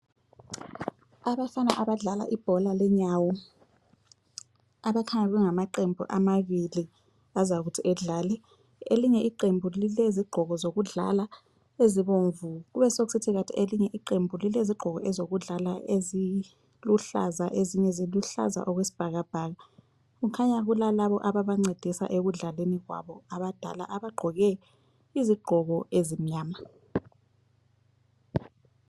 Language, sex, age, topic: North Ndebele, female, 25-35, education